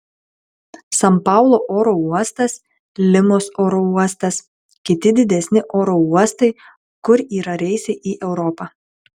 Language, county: Lithuanian, Kaunas